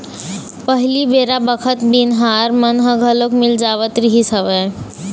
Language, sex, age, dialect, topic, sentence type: Chhattisgarhi, female, 18-24, Eastern, banking, statement